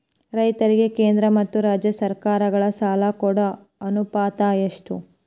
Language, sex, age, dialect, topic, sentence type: Kannada, female, 18-24, Central, agriculture, question